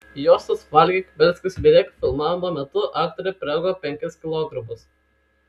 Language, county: Lithuanian, Kaunas